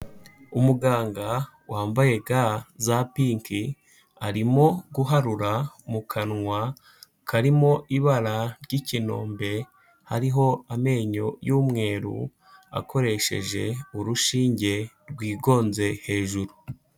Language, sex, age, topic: Kinyarwanda, male, 18-24, health